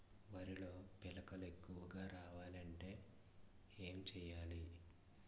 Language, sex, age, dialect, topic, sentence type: Telugu, male, 18-24, Utterandhra, agriculture, question